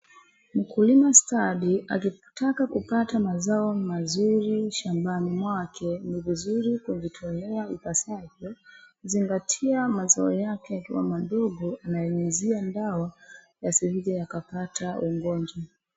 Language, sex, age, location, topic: Swahili, female, 25-35, Wajir, health